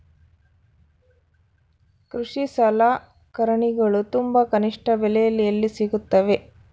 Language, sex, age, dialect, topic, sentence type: Kannada, male, 31-35, Central, agriculture, question